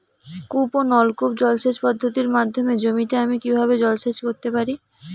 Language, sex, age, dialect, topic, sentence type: Bengali, female, 18-24, Rajbangshi, agriculture, question